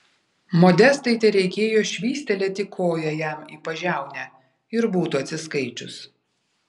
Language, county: Lithuanian, Vilnius